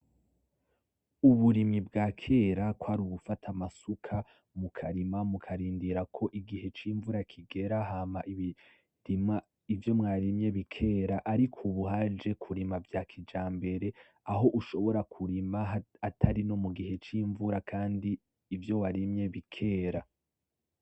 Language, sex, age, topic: Rundi, male, 18-24, agriculture